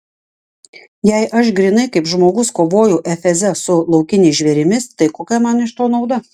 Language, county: Lithuanian, Klaipėda